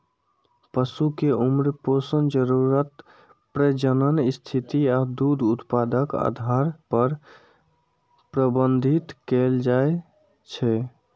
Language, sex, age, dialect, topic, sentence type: Maithili, male, 51-55, Eastern / Thethi, agriculture, statement